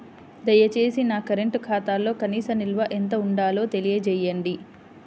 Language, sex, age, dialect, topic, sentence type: Telugu, female, 25-30, Central/Coastal, banking, statement